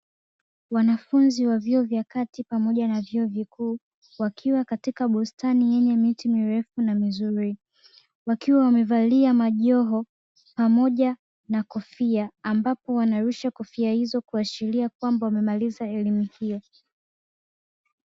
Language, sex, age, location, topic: Swahili, female, 18-24, Dar es Salaam, education